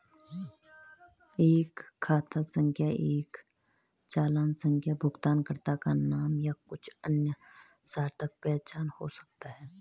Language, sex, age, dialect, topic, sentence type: Hindi, female, 25-30, Garhwali, banking, statement